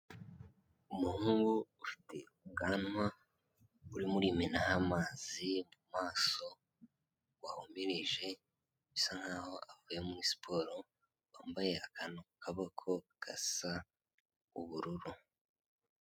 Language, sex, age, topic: Kinyarwanda, male, 18-24, health